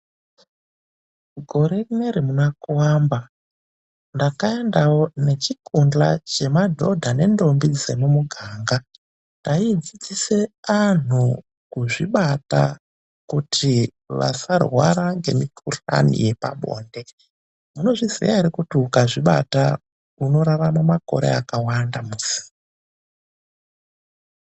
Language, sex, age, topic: Ndau, male, 25-35, health